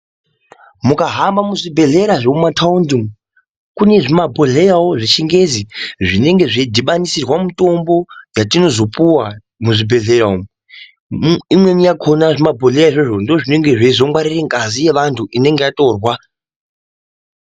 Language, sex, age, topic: Ndau, male, 18-24, health